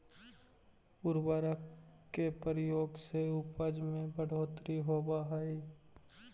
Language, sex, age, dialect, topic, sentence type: Magahi, male, 18-24, Central/Standard, banking, statement